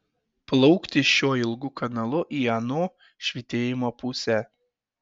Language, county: Lithuanian, Šiauliai